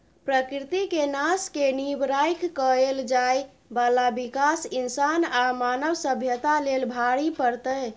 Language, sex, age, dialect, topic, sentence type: Maithili, female, 31-35, Bajjika, agriculture, statement